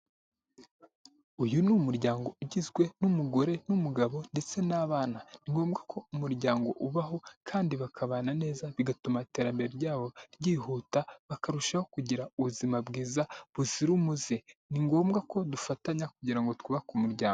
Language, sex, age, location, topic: Kinyarwanda, male, 18-24, Huye, health